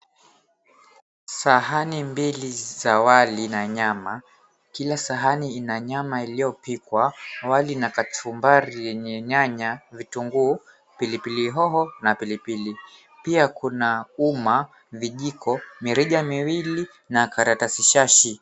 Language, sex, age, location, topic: Swahili, male, 18-24, Mombasa, agriculture